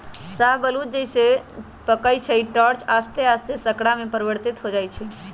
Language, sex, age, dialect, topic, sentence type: Magahi, female, 31-35, Western, agriculture, statement